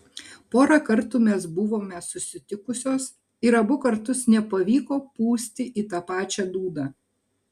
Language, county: Lithuanian, Kaunas